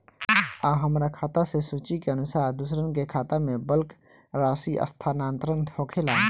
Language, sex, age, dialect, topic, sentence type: Bhojpuri, male, 18-24, Southern / Standard, banking, question